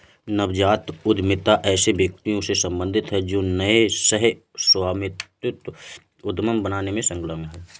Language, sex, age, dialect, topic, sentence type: Hindi, male, 18-24, Awadhi Bundeli, banking, statement